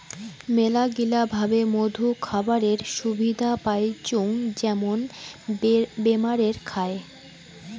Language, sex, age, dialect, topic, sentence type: Bengali, female, <18, Rajbangshi, agriculture, statement